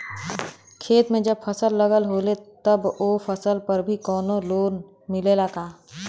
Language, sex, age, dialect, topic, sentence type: Bhojpuri, female, 36-40, Western, banking, question